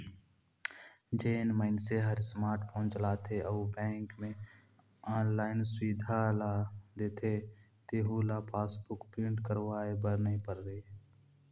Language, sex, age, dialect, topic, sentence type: Chhattisgarhi, male, 18-24, Northern/Bhandar, banking, statement